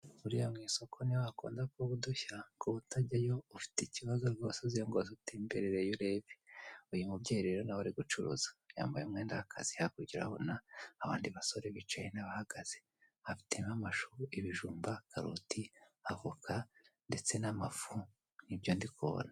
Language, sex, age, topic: Kinyarwanda, male, 18-24, finance